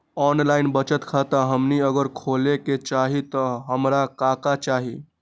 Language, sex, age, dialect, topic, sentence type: Magahi, male, 60-100, Western, banking, question